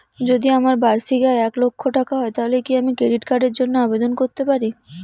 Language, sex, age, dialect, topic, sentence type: Bengali, female, 18-24, Rajbangshi, banking, question